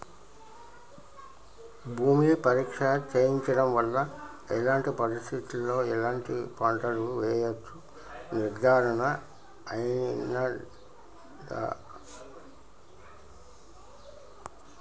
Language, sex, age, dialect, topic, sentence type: Telugu, male, 51-55, Telangana, agriculture, question